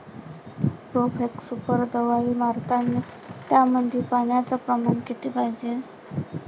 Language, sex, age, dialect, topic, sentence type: Marathi, female, 18-24, Varhadi, agriculture, question